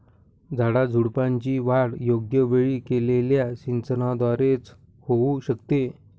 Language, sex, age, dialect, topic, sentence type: Marathi, male, 60-100, Northern Konkan, agriculture, statement